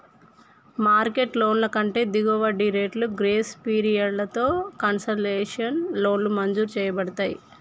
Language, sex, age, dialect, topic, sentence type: Telugu, male, 25-30, Telangana, banking, statement